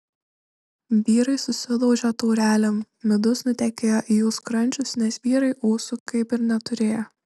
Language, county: Lithuanian, Šiauliai